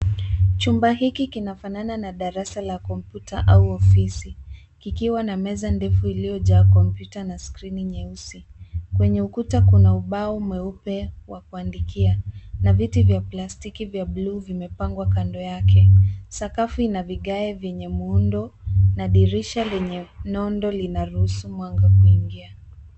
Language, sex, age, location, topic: Swahili, female, 36-49, Nairobi, education